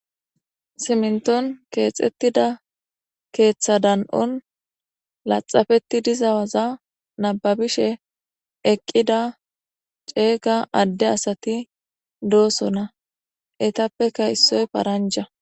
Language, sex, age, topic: Gamo, female, 25-35, government